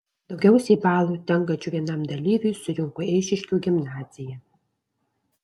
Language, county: Lithuanian, Alytus